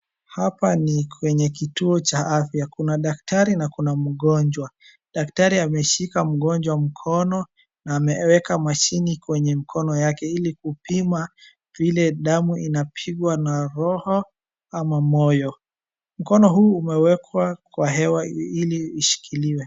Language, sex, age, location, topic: Swahili, male, 18-24, Wajir, health